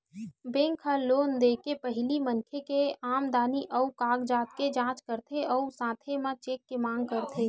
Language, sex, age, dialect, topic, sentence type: Chhattisgarhi, female, 25-30, Western/Budati/Khatahi, banking, statement